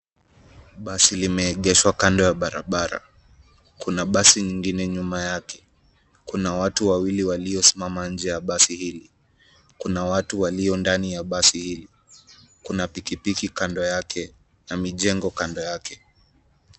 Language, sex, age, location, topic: Swahili, male, 25-35, Nairobi, government